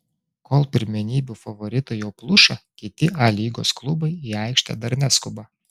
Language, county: Lithuanian, Klaipėda